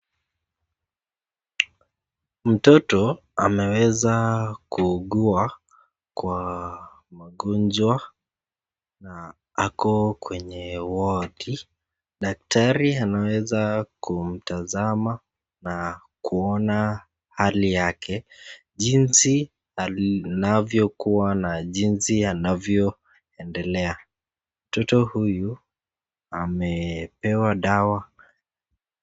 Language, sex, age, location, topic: Swahili, female, 36-49, Nakuru, health